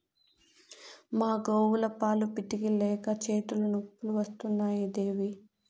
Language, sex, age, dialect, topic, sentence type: Telugu, female, 18-24, Southern, agriculture, statement